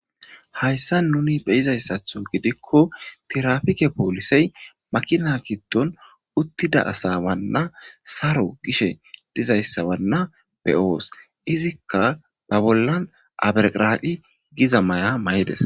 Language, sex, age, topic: Gamo, female, 18-24, government